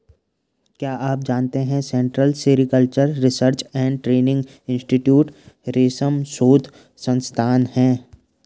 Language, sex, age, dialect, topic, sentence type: Hindi, male, 18-24, Garhwali, agriculture, statement